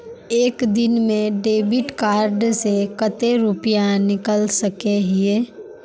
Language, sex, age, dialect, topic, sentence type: Magahi, female, 51-55, Northeastern/Surjapuri, banking, question